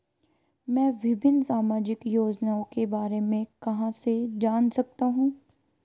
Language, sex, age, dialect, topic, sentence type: Hindi, female, 18-24, Marwari Dhudhari, banking, question